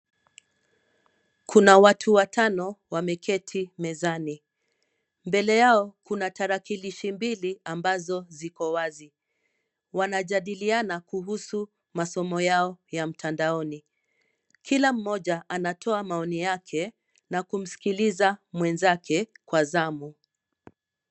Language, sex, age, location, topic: Swahili, female, 18-24, Nairobi, education